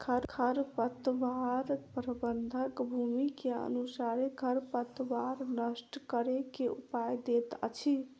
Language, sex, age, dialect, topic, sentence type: Maithili, female, 18-24, Southern/Standard, agriculture, statement